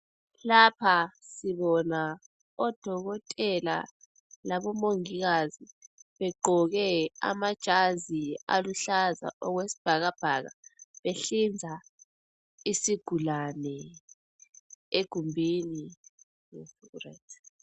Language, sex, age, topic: North Ndebele, female, 18-24, health